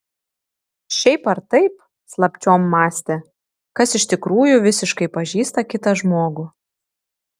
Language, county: Lithuanian, Šiauliai